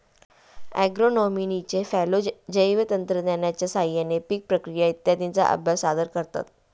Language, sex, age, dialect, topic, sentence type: Marathi, female, 31-35, Standard Marathi, agriculture, statement